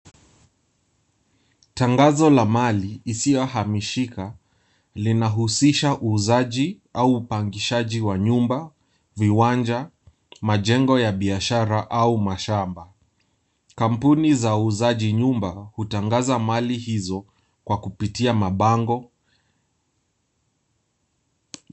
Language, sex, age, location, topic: Swahili, male, 18-24, Nairobi, finance